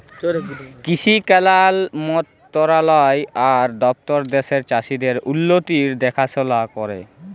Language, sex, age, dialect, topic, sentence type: Bengali, male, 18-24, Jharkhandi, agriculture, statement